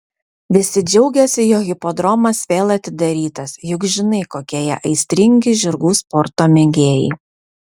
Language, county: Lithuanian, Vilnius